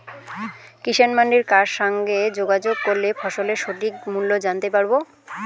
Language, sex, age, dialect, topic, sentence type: Bengali, female, 18-24, Rajbangshi, agriculture, question